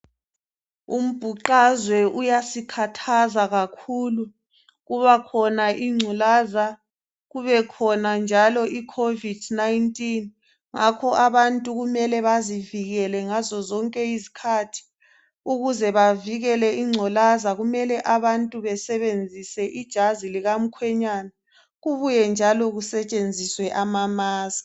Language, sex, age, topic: North Ndebele, male, 36-49, health